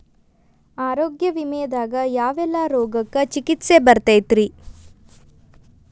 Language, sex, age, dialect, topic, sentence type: Kannada, female, 25-30, Dharwad Kannada, banking, question